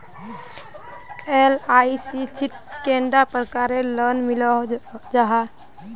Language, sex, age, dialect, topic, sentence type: Magahi, female, 60-100, Northeastern/Surjapuri, banking, question